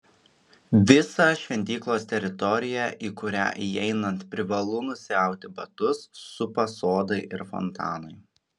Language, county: Lithuanian, Šiauliai